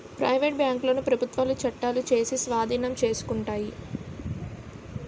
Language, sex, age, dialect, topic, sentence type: Telugu, female, 18-24, Utterandhra, banking, statement